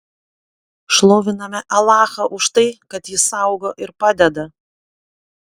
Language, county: Lithuanian, Panevėžys